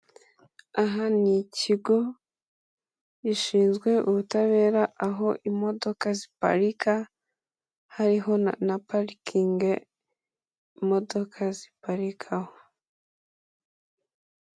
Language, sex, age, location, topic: Kinyarwanda, male, 18-24, Kigali, government